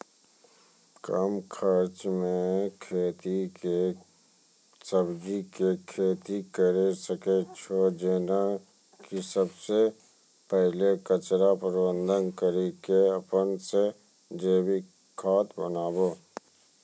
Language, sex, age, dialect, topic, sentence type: Maithili, male, 25-30, Angika, agriculture, question